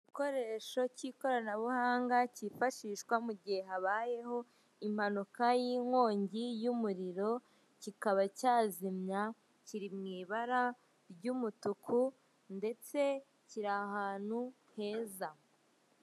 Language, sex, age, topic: Kinyarwanda, male, 18-24, government